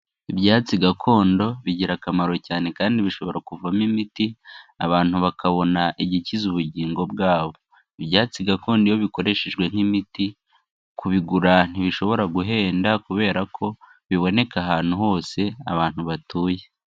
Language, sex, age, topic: Kinyarwanda, male, 18-24, health